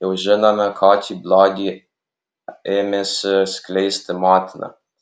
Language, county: Lithuanian, Alytus